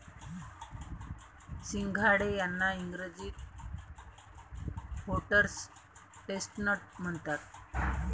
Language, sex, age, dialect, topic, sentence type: Marathi, female, 31-35, Varhadi, agriculture, statement